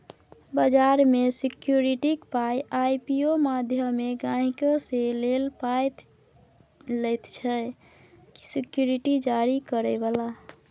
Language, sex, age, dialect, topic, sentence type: Maithili, female, 41-45, Bajjika, banking, statement